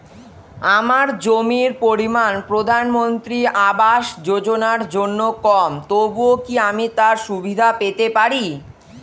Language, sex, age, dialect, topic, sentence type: Bengali, male, 46-50, Standard Colloquial, banking, question